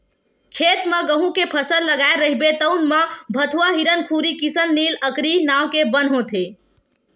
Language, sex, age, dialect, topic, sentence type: Chhattisgarhi, female, 18-24, Western/Budati/Khatahi, agriculture, statement